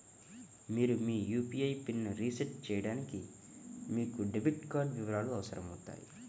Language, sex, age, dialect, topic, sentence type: Telugu, male, 18-24, Central/Coastal, banking, statement